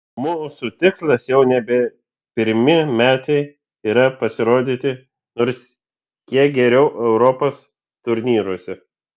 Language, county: Lithuanian, Vilnius